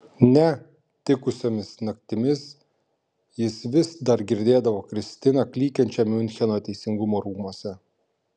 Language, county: Lithuanian, Klaipėda